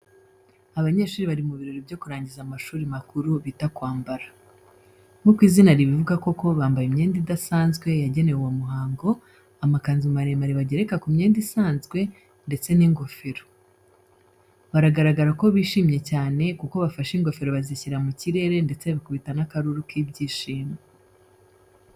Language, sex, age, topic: Kinyarwanda, female, 25-35, education